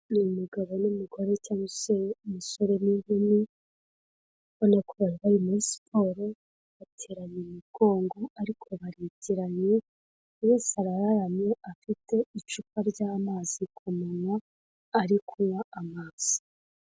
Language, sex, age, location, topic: Kinyarwanda, female, 25-35, Kigali, health